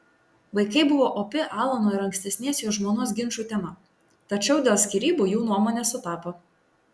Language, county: Lithuanian, Tauragė